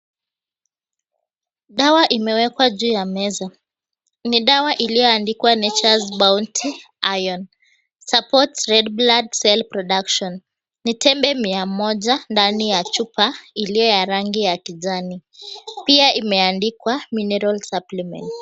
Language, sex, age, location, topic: Swahili, female, 18-24, Mombasa, health